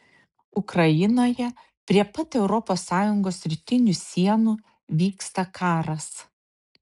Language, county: Lithuanian, Šiauliai